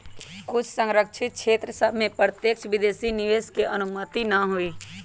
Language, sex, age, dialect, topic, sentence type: Magahi, male, 18-24, Western, banking, statement